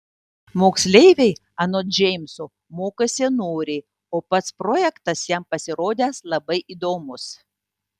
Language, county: Lithuanian, Tauragė